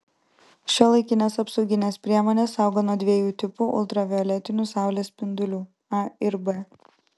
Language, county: Lithuanian, Vilnius